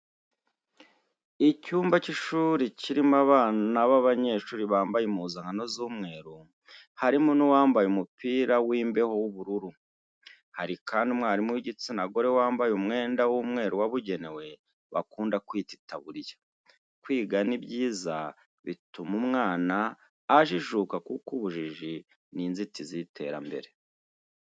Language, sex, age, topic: Kinyarwanda, male, 36-49, education